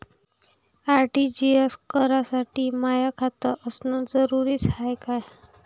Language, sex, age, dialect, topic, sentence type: Marathi, female, 18-24, Varhadi, banking, question